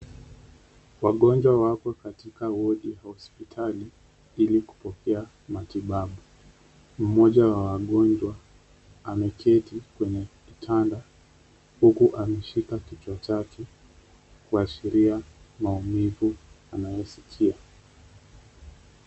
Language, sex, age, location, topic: Swahili, male, 18-24, Kisumu, health